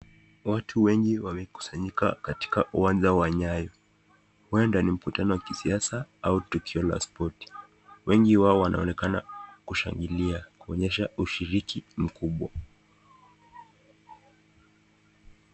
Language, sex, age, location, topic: Swahili, male, 18-24, Nakuru, government